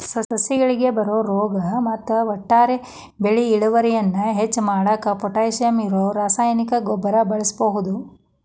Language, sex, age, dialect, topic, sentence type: Kannada, female, 36-40, Dharwad Kannada, agriculture, statement